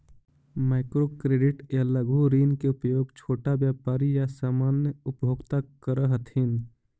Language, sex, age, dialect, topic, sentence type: Magahi, male, 25-30, Central/Standard, banking, statement